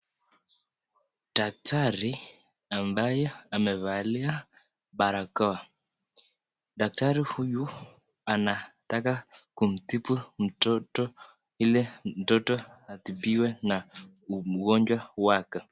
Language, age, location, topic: Swahili, 25-35, Nakuru, health